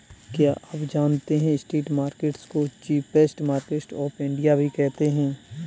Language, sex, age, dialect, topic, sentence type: Hindi, male, 31-35, Kanauji Braj Bhasha, agriculture, statement